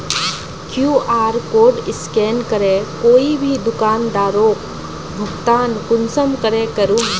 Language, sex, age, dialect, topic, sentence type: Magahi, female, 25-30, Northeastern/Surjapuri, banking, question